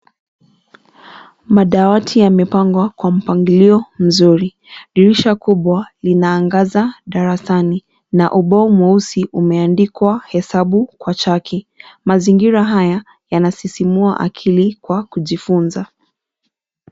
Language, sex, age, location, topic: Swahili, female, 25-35, Nairobi, education